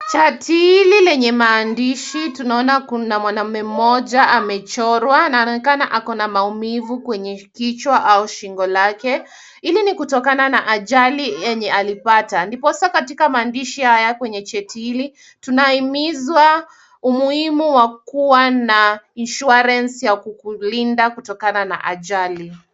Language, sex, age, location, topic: Swahili, female, 18-24, Kisumu, finance